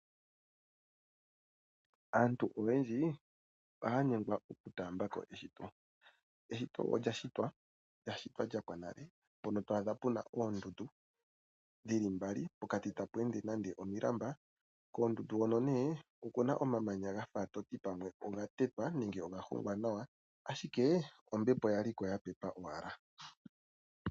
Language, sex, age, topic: Oshiwambo, male, 25-35, agriculture